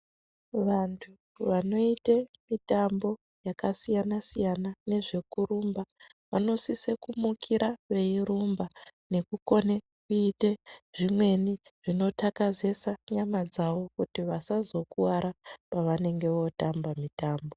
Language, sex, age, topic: Ndau, female, 18-24, health